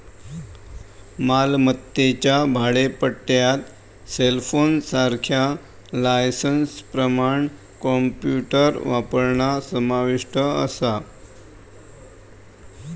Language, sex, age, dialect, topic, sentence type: Marathi, male, 18-24, Southern Konkan, banking, statement